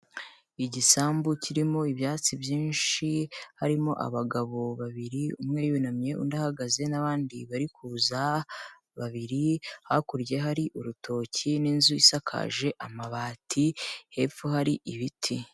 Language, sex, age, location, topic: Kinyarwanda, female, 18-24, Kigali, agriculture